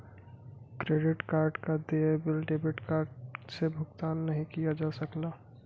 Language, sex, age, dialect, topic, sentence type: Bhojpuri, male, 18-24, Western, banking, statement